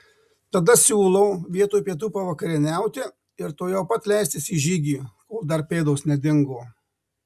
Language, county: Lithuanian, Marijampolė